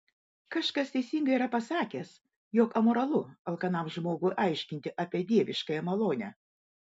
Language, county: Lithuanian, Vilnius